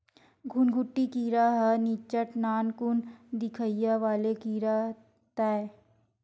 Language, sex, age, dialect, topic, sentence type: Chhattisgarhi, female, 25-30, Western/Budati/Khatahi, agriculture, statement